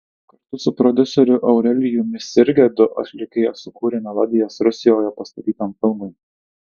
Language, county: Lithuanian, Tauragė